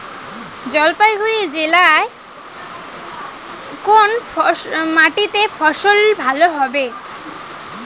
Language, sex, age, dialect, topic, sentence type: Bengali, female, 18-24, Rajbangshi, agriculture, question